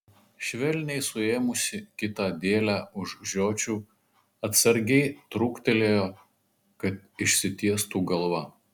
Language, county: Lithuanian, Marijampolė